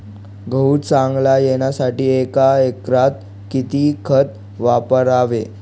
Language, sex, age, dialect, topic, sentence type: Marathi, male, 25-30, Northern Konkan, agriculture, question